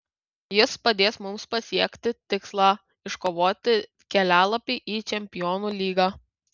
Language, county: Lithuanian, Kaunas